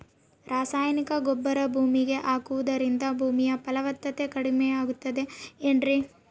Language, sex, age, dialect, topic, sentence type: Kannada, female, 18-24, Central, agriculture, question